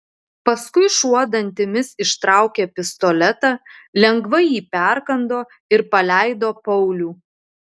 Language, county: Lithuanian, Utena